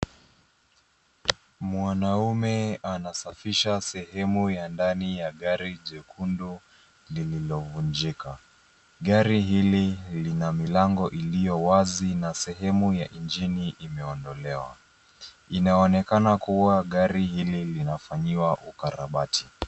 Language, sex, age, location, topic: Swahili, male, 25-35, Nairobi, finance